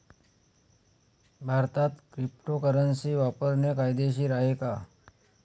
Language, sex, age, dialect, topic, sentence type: Marathi, male, 25-30, Standard Marathi, banking, statement